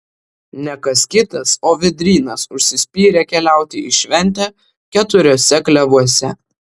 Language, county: Lithuanian, Vilnius